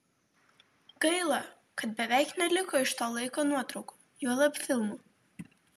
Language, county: Lithuanian, Vilnius